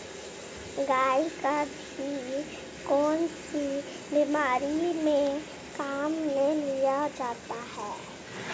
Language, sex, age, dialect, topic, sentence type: Hindi, female, 25-30, Marwari Dhudhari, agriculture, question